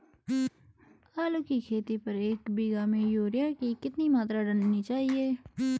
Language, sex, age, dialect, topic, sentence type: Hindi, male, 31-35, Garhwali, agriculture, question